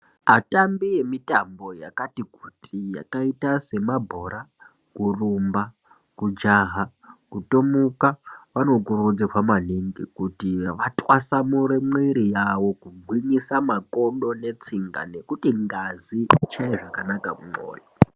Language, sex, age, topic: Ndau, female, 50+, health